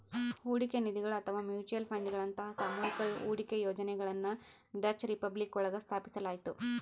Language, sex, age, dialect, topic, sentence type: Kannada, female, 25-30, Central, banking, statement